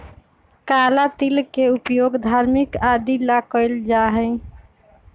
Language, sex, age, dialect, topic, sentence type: Magahi, female, 25-30, Western, agriculture, statement